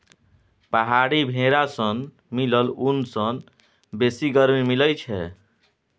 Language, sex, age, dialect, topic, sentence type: Maithili, male, 25-30, Bajjika, agriculture, statement